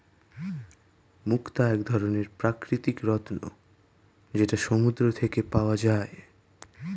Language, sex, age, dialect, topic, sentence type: Bengali, male, 18-24, Standard Colloquial, agriculture, statement